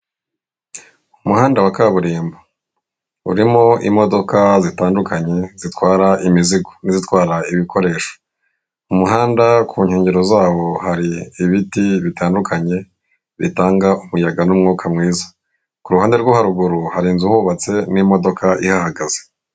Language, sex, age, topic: Kinyarwanda, male, 36-49, government